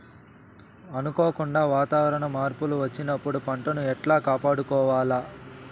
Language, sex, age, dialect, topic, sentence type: Telugu, male, 18-24, Southern, agriculture, question